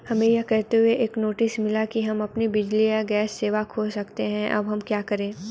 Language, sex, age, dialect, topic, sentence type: Hindi, female, 31-35, Hindustani Malvi Khadi Boli, banking, question